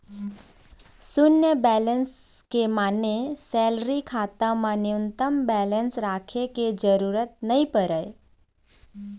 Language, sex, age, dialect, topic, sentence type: Chhattisgarhi, female, 18-24, Eastern, banking, statement